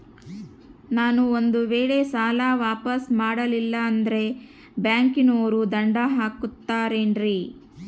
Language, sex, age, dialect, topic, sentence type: Kannada, female, 36-40, Central, banking, question